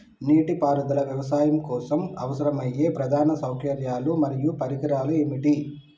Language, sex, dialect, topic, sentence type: Telugu, male, Telangana, agriculture, question